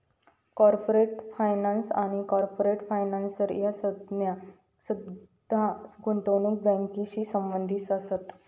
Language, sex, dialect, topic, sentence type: Marathi, female, Southern Konkan, banking, statement